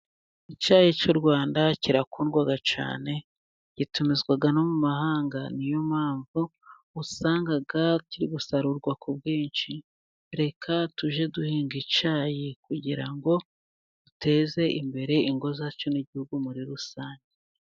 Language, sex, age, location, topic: Kinyarwanda, female, 36-49, Musanze, agriculture